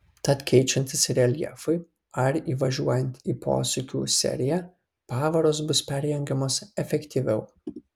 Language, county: Lithuanian, Kaunas